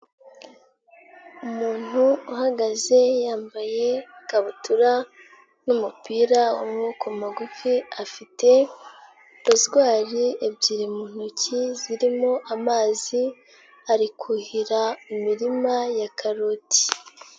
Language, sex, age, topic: Kinyarwanda, female, 18-24, agriculture